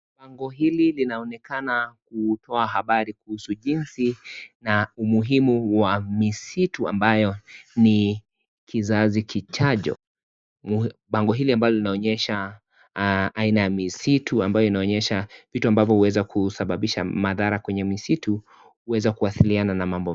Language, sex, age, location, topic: Swahili, male, 25-35, Kisii, education